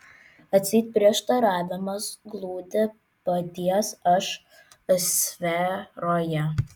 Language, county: Lithuanian, Vilnius